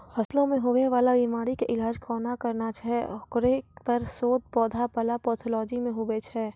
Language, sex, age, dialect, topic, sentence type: Maithili, female, 46-50, Angika, agriculture, statement